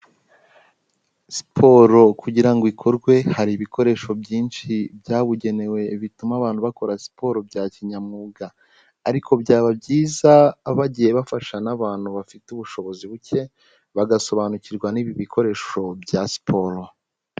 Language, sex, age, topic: Kinyarwanda, male, 18-24, health